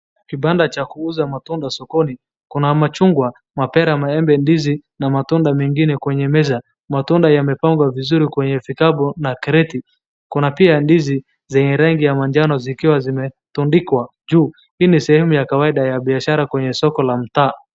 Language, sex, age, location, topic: Swahili, male, 25-35, Wajir, finance